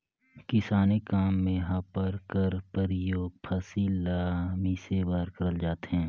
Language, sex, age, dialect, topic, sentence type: Chhattisgarhi, male, 18-24, Northern/Bhandar, agriculture, statement